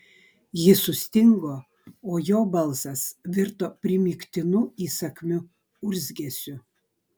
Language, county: Lithuanian, Vilnius